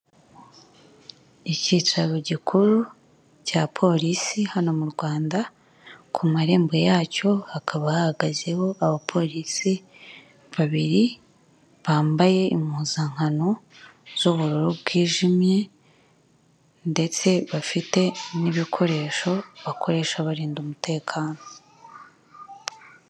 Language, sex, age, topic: Kinyarwanda, male, 36-49, government